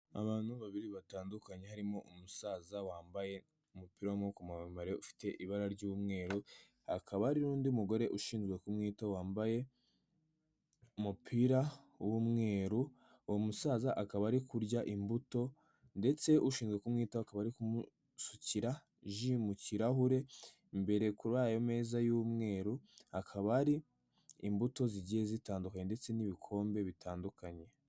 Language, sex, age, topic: Kinyarwanda, male, 18-24, health